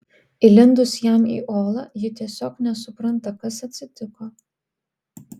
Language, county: Lithuanian, Vilnius